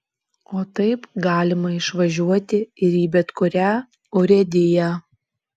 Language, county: Lithuanian, Alytus